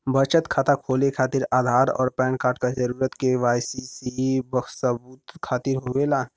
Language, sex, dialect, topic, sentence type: Bhojpuri, male, Western, banking, statement